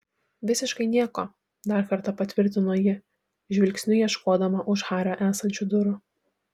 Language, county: Lithuanian, Šiauliai